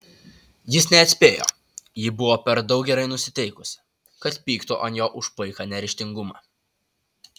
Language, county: Lithuanian, Utena